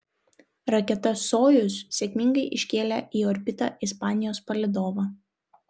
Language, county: Lithuanian, Vilnius